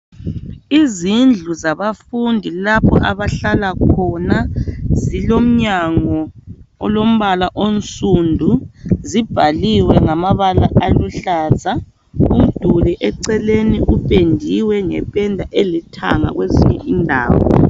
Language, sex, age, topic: North Ndebele, male, 25-35, education